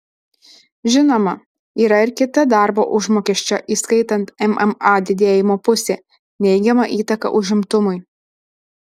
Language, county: Lithuanian, Alytus